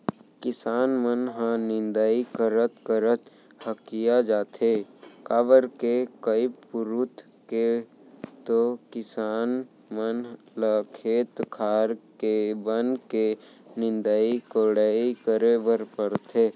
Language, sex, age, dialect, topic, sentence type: Chhattisgarhi, male, 18-24, Central, agriculture, statement